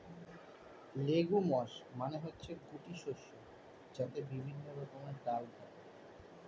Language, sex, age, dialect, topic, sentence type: Bengali, male, 25-30, Standard Colloquial, agriculture, statement